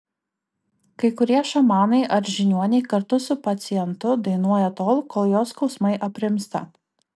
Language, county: Lithuanian, Kaunas